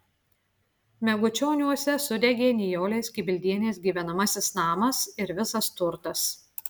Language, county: Lithuanian, Klaipėda